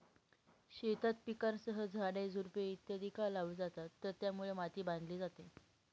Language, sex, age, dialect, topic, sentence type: Marathi, female, 18-24, Northern Konkan, agriculture, statement